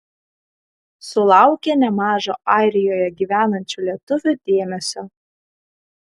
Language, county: Lithuanian, Kaunas